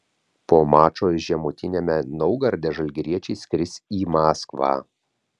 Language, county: Lithuanian, Vilnius